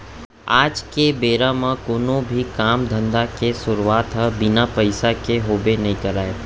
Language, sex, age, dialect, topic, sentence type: Chhattisgarhi, male, 25-30, Central, banking, statement